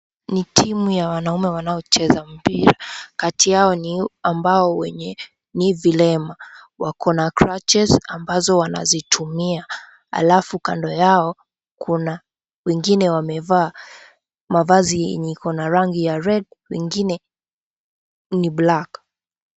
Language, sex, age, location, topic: Swahili, female, 18-24, Kisii, education